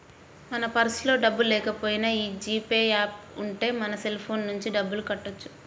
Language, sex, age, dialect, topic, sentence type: Telugu, female, 25-30, Central/Coastal, banking, statement